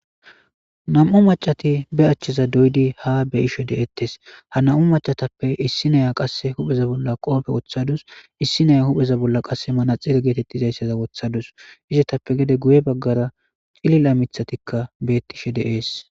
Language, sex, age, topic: Gamo, male, 25-35, government